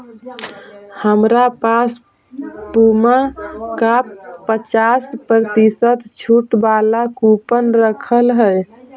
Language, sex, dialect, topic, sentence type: Magahi, female, Central/Standard, agriculture, statement